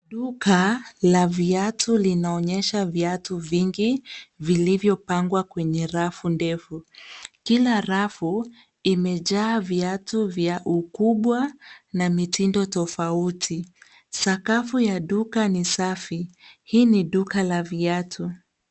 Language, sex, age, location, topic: Swahili, female, 36-49, Nairobi, finance